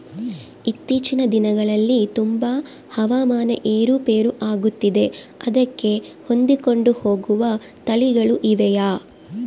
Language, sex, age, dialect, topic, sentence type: Kannada, female, 25-30, Central, agriculture, question